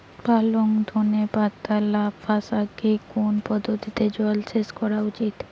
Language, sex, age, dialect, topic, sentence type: Bengali, female, 18-24, Rajbangshi, agriculture, question